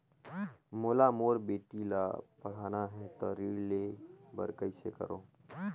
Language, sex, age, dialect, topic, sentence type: Chhattisgarhi, male, 18-24, Northern/Bhandar, banking, question